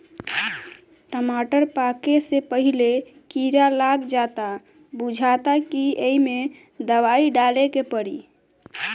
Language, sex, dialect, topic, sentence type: Bhojpuri, male, Southern / Standard, agriculture, statement